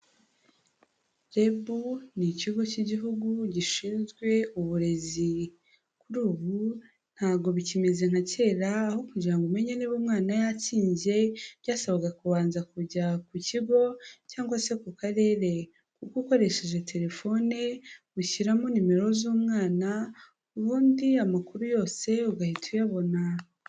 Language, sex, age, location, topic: Kinyarwanda, female, 18-24, Huye, government